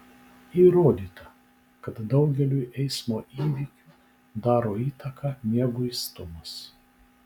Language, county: Lithuanian, Vilnius